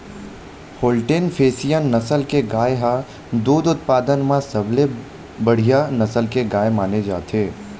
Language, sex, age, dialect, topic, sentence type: Chhattisgarhi, male, 18-24, Western/Budati/Khatahi, agriculture, statement